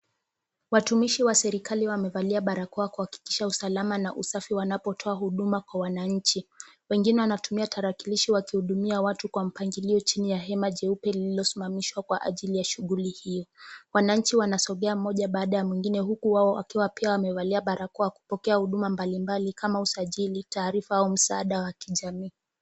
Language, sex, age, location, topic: Swahili, female, 18-24, Kisumu, government